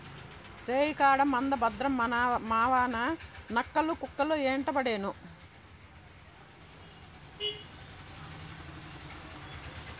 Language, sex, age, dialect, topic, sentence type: Telugu, female, 31-35, Southern, agriculture, statement